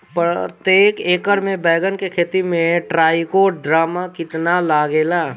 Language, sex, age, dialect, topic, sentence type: Bhojpuri, female, 51-55, Northern, agriculture, question